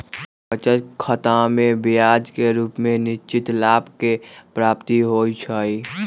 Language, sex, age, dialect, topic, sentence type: Magahi, male, 18-24, Western, banking, statement